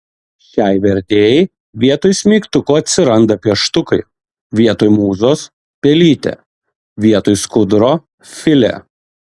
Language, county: Lithuanian, Kaunas